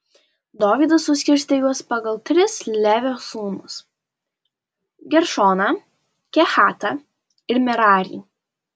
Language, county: Lithuanian, Alytus